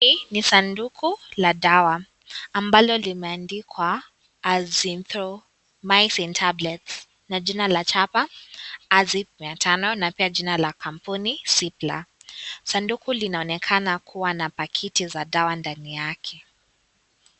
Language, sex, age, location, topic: Swahili, female, 18-24, Kisii, health